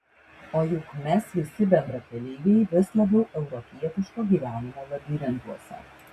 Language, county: Lithuanian, Vilnius